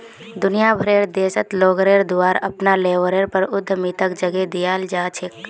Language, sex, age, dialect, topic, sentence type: Magahi, female, 18-24, Northeastern/Surjapuri, banking, statement